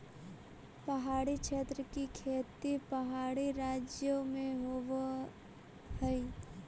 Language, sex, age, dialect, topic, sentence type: Magahi, female, 18-24, Central/Standard, agriculture, statement